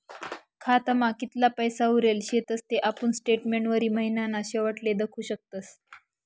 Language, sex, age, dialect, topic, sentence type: Marathi, female, 25-30, Northern Konkan, banking, statement